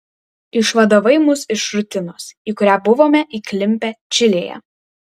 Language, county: Lithuanian, Vilnius